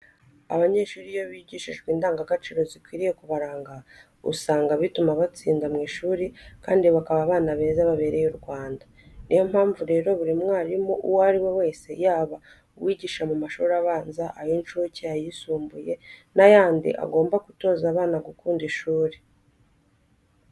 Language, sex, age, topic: Kinyarwanda, female, 25-35, education